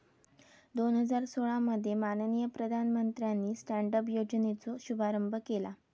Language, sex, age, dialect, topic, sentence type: Marathi, female, 18-24, Southern Konkan, banking, statement